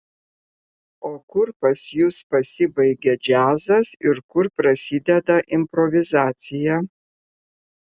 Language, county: Lithuanian, Vilnius